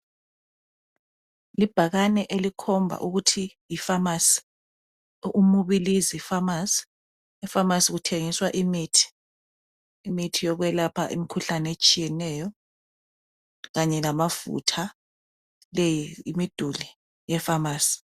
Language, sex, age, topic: North Ndebele, female, 25-35, health